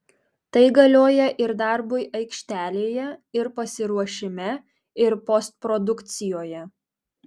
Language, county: Lithuanian, Marijampolė